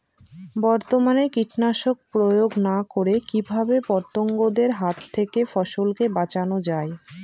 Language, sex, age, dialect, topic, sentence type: Bengali, female, <18, Northern/Varendri, agriculture, question